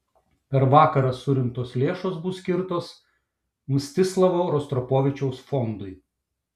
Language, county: Lithuanian, Šiauliai